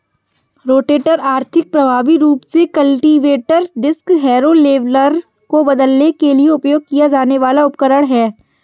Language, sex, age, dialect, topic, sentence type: Hindi, female, 51-55, Kanauji Braj Bhasha, agriculture, statement